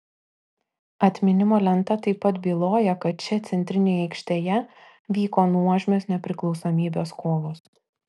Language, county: Lithuanian, Klaipėda